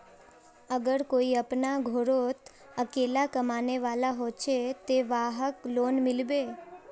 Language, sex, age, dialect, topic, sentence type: Magahi, male, 18-24, Northeastern/Surjapuri, banking, question